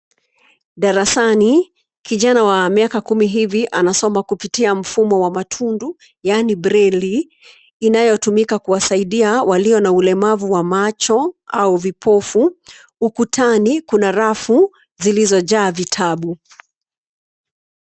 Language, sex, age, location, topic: Swahili, female, 36-49, Nairobi, education